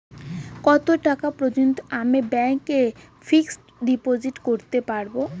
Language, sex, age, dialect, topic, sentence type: Bengali, female, 18-24, Rajbangshi, banking, question